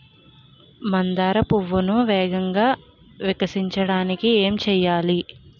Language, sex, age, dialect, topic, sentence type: Telugu, female, 18-24, Utterandhra, agriculture, question